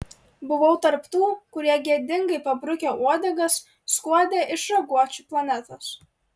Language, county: Lithuanian, Klaipėda